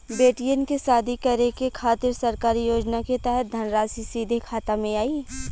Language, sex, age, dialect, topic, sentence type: Bhojpuri, female, <18, Western, banking, question